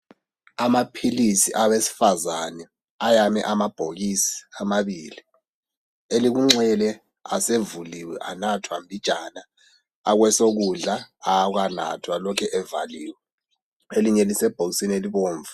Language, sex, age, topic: North Ndebele, male, 18-24, health